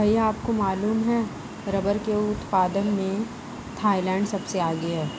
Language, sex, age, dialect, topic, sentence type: Hindi, female, 31-35, Marwari Dhudhari, agriculture, statement